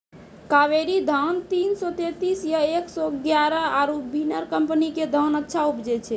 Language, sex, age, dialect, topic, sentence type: Maithili, female, 18-24, Angika, agriculture, question